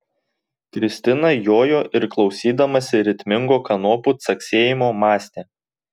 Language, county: Lithuanian, Tauragė